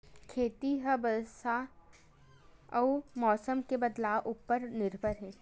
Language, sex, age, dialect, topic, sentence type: Chhattisgarhi, female, 60-100, Western/Budati/Khatahi, agriculture, statement